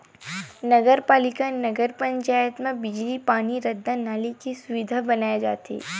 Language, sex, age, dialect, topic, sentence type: Chhattisgarhi, female, 25-30, Western/Budati/Khatahi, banking, statement